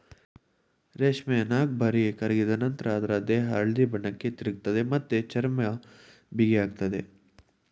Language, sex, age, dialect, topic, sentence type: Kannada, male, 25-30, Mysore Kannada, agriculture, statement